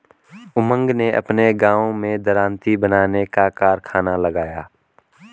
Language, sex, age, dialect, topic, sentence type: Hindi, male, 18-24, Garhwali, agriculture, statement